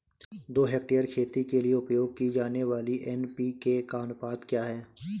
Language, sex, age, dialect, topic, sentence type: Hindi, male, 25-30, Awadhi Bundeli, agriculture, question